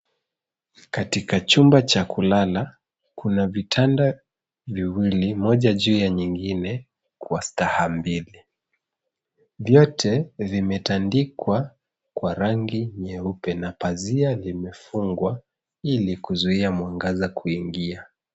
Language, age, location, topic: Swahili, 25-35, Nairobi, education